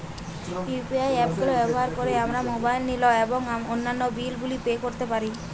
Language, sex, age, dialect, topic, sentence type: Bengali, female, 18-24, Jharkhandi, banking, statement